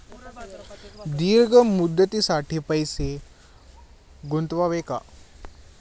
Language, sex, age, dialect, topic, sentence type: Marathi, male, 18-24, Standard Marathi, banking, question